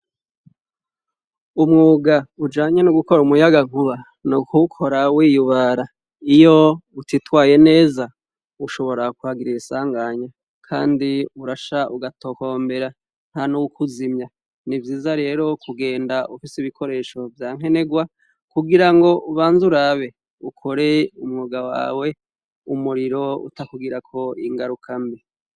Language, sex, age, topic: Rundi, male, 36-49, education